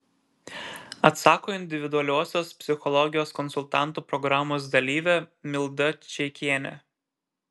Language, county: Lithuanian, Šiauliai